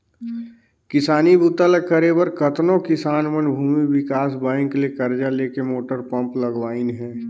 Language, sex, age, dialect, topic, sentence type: Chhattisgarhi, male, 31-35, Northern/Bhandar, banking, statement